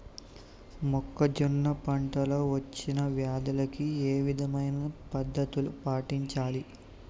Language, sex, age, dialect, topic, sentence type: Telugu, male, 18-24, Telangana, agriculture, question